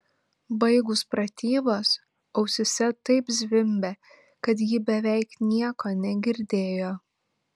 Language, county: Lithuanian, Panevėžys